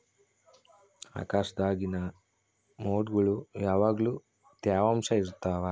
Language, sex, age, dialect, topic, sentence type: Kannada, male, 18-24, Central, agriculture, statement